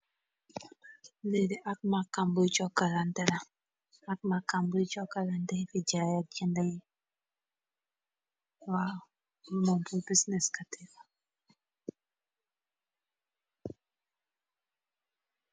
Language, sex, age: Wolof, female, 18-24